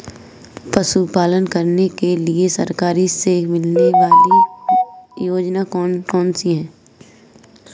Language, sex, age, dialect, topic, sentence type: Hindi, female, 25-30, Kanauji Braj Bhasha, agriculture, question